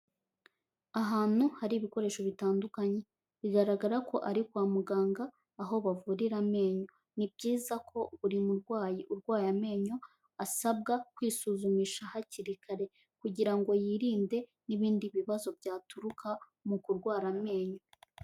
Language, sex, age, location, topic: Kinyarwanda, female, 18-24, Kigali, health